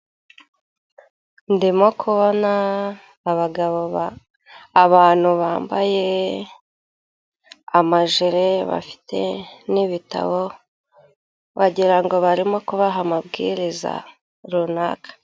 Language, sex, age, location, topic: Kinyarwanda, female, 36-49, Nyagatare, education